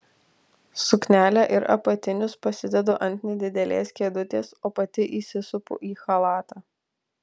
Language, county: Lithuanian, Alytus